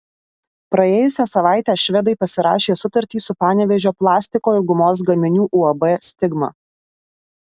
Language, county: Lithuanian, Alytus